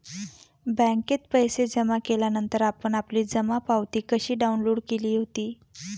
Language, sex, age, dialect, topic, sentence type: Marathi, female, 25-30, Standard Marathi, banking, statement